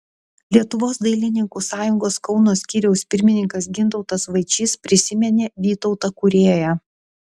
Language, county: Lithuanian, Klaipėda